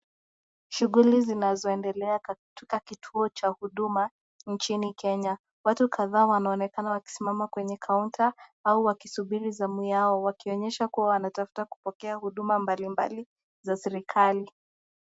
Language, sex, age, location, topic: Swahili, female, 18-24, Nakuru, government